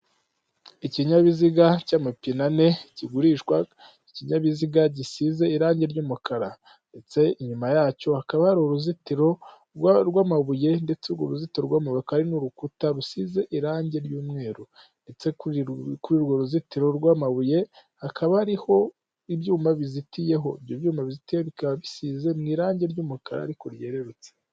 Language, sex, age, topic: Kinyarwanda, male, 18-24, finance